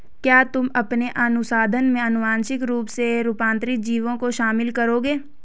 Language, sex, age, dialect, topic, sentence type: Hindi, female, 18-24, Hindustani Malvi Khadi Boli, agriculture, statement